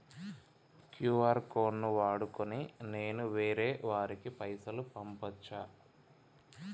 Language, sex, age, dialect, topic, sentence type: Telugu, male, 25-30, Telangana, banking, question